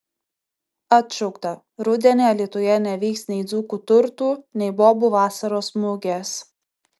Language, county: Lithuanian, Tauragė